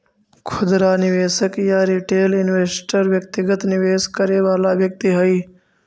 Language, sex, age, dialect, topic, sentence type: Magahi, male, 46-50, Central/Standard, banking, statement